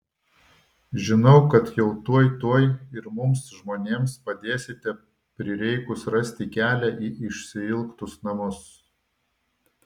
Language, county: Lithuanian, Vilnius